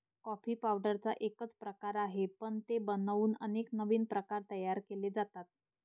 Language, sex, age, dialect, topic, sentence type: Marathi, male, 60-100, Varhadi, agriculture, statement